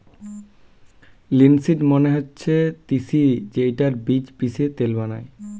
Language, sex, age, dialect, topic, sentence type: Bengali, male, 25-30, Standard Colloquial, agriculture, statement